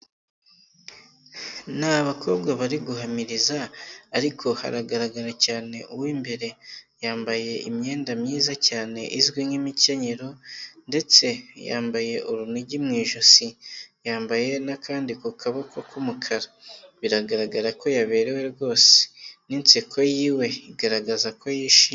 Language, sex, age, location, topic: Kinyarwanda, male, 18-24, Nyagatare, government